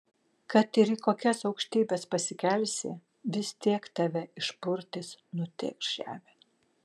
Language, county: Lithuanian, Kaunas